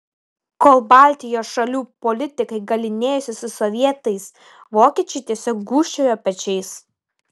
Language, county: Lithuanian, Telšiai